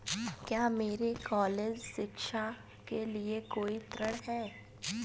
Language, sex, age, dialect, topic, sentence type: Hindi, female, 25-30, Awadhi Bundeli, banking, question